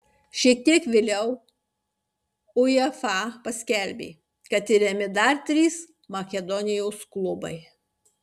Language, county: Lithuanian, Marijampolė